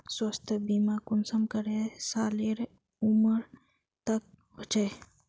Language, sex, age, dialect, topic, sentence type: Magahi, female, 25-30, Northeastern/Surjapuri, banking, question